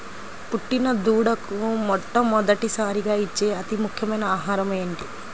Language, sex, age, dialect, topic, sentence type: Telugu, female, 25-30, Central/Coastal, agriculture, question